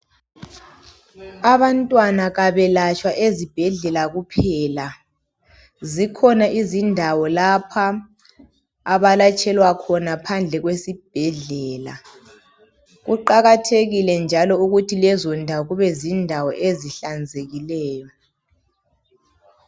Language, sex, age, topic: North Ndebele, female, 18-24, health